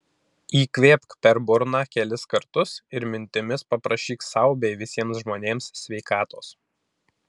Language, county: Lithuanian, Vilnius